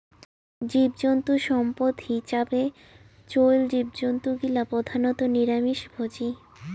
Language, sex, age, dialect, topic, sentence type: Bengali, female, 18-24, Rajbangshi, agriculture, statement